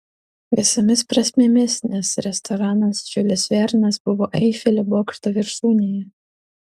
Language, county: Lithuanian, Utena